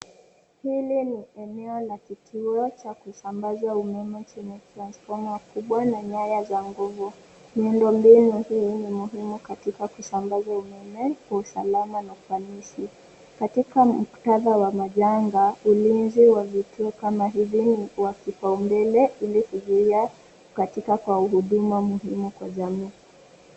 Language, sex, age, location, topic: Swahili, female, 25-35, Nairobi, government